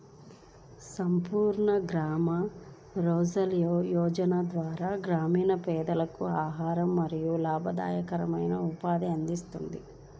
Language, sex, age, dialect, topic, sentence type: Telugu, female, 25-30, Central/Coastal, banking, statement